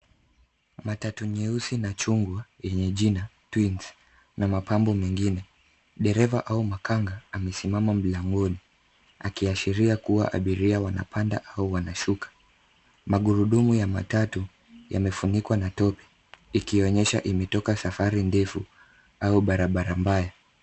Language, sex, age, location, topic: Swahili, male, 50+, Nairobi, government